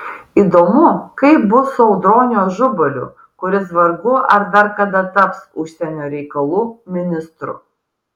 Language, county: Lithuanian, Vilnius